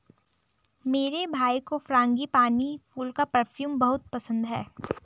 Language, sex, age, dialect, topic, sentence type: Hindi, female, 18-24, Garhwali, agriculture, statement